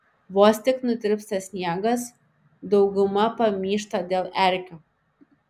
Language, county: Lithuanian, Šiauliai